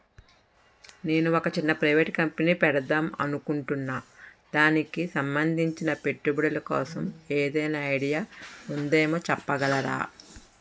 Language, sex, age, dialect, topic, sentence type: Telugu, female, 18-24, Utterandhra, banking, question